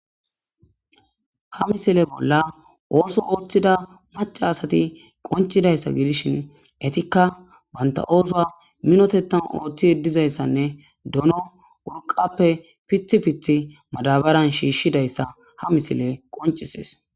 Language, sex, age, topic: Gamo, female, 18-24, agriculture